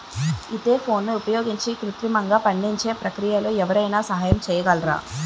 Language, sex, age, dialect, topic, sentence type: Telugu, male, 18-24, Utterandhra, agriculture, question